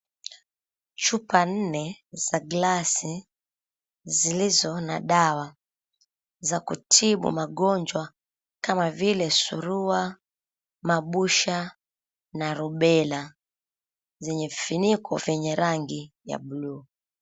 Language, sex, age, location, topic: Swahili, female, 25-35, Mombasa, health